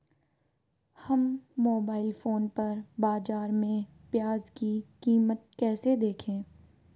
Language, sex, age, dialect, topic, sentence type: Hindi, female, 18-24, Marwari Dhudhari, agriculture, question